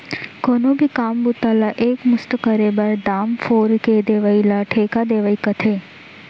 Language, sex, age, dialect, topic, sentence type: Chhattisgarhi, female, 18-24, Central, agriculture, statement